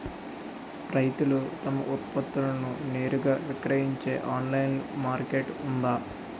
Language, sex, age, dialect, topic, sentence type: Telugu, male, 25-30, Utterandhra, agriculture, statement